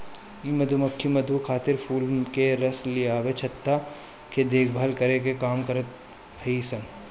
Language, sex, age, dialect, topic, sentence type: Bhojpuri, male, 25-30, Northern, agriculture, statement